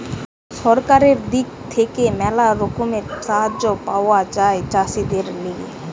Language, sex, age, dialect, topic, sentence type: Bengali, female, 18-24, Western, agriculture, statement